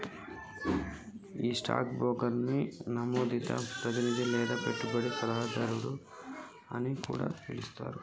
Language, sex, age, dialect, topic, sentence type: Telugu, male, 25-30, Telangana, banking, statement